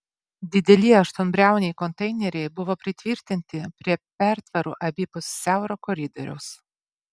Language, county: Lithuanian, Vilnius